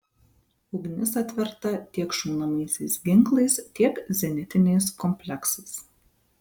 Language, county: Lithuanian, Vilnius